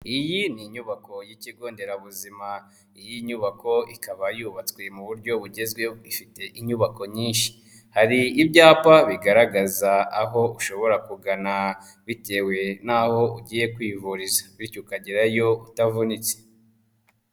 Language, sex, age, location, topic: Kinyarwanda, male, 18-24, Nyagatare, health